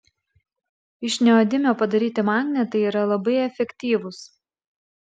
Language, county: Lithuanian, Klaipėda